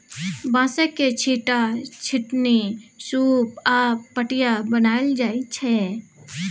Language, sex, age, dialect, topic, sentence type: Maithili, female, 25-30, Bajjika, agriculture, statement